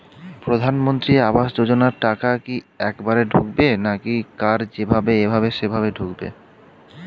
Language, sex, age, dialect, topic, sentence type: Bengali, male, 25-30, Standard Colloquial, banking, question